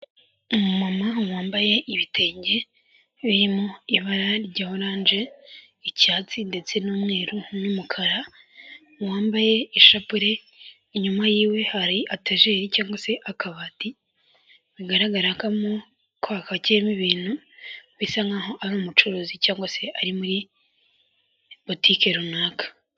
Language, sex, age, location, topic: Kinyarwanda, female, 18-24, Kigali, health